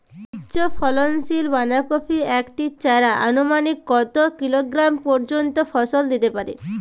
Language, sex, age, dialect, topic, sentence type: Bengali, female, 18-24, Jharkhandi, agriculture, question